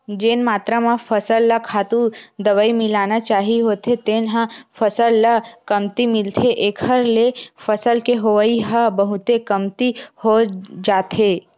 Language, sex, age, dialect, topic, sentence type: Chhattisgarhi, female, 18-24, Western/Budati/Khatahi, agriculture, statement